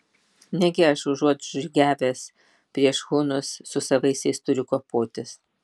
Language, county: Lithuanian, Vilnius